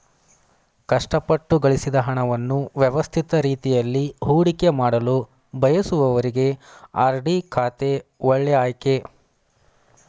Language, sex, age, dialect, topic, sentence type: Kannada, male, 25-30, Mysore Kannada, banking, statement